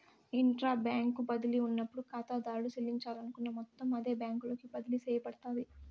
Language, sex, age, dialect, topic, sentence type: Telugu, female, 60-100, Southern, banking, statement